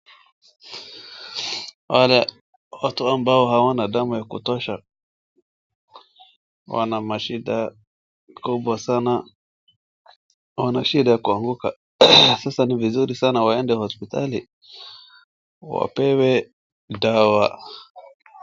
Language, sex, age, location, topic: Swahili, male, 18-24, Wajir, health